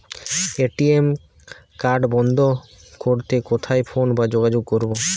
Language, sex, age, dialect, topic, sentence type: Bengali, male, 18-24, Western, banking, question